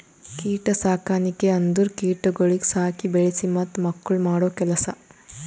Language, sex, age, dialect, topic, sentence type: Kannada, female, 18-24, Northeastern, agriculture, statement